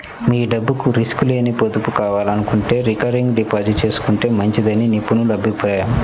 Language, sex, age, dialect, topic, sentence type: Telugu, male, 25-30, Central/Coastal, banking, statement